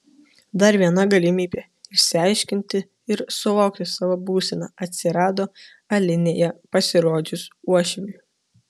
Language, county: Lithuanian, Kaunas